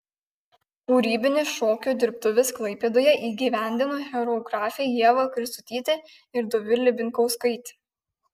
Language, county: Lithuanian, Kaunas